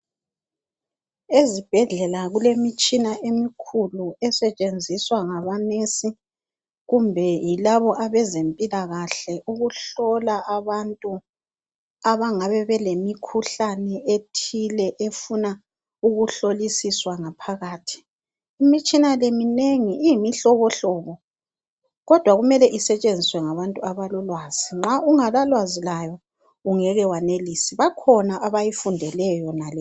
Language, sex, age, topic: North Ndebele, female, 50+, health